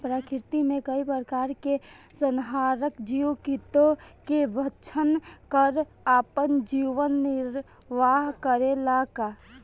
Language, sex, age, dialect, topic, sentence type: Bhojpuri, female, 18-24, Northern, agriculture, question